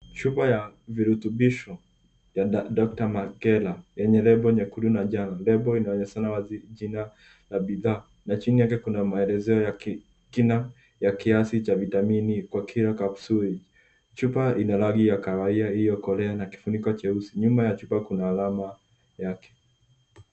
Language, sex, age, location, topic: Swahili, female, 50+, Nairobi, health